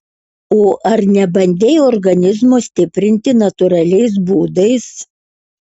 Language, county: Lithuanian, Kaunas